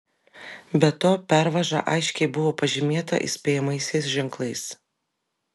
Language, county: Lithuanian, Vilnius